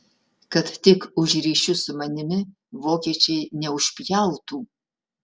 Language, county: Lithuanian, Utena